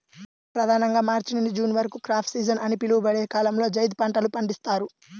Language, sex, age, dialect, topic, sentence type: Telugu, male, 18-24, Central/Coastal, agriculture, statement